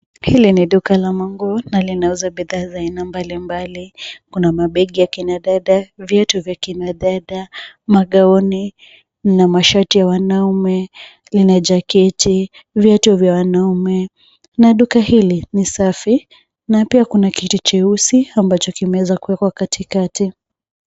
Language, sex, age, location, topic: Swahili, female, 25-35, Nairobi, finance